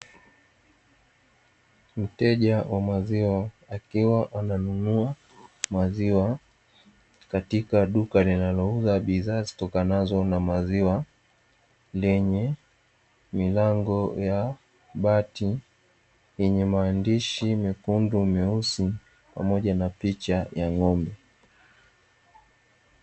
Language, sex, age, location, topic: Swahili, male, 18-24, Dar es Salaam, finance